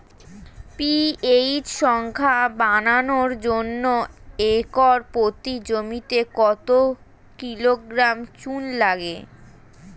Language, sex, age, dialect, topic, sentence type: Bengali, female, 36-40, Standard Colloquial, agriculture, question